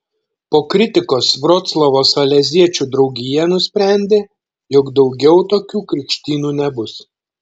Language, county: Lithuanian, Šiauliai